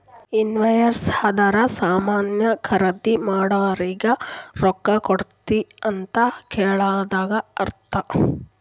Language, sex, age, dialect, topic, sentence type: Kannada, female, 31-35, Northeastern, banking, statement